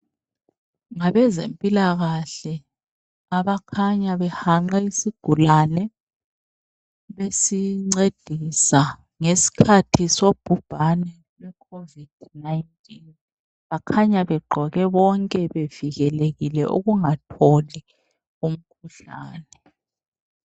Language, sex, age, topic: North Ndebele, female, 36-49, health